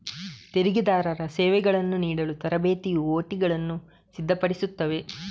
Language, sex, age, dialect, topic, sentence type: Kannada, male, 31-35, Coastal/Dakshin, banking, statement